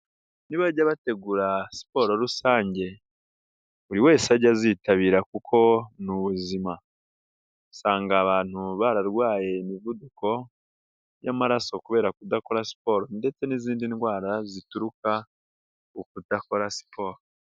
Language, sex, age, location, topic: Kinyarwanda, female, 18-24, Nyagatare, government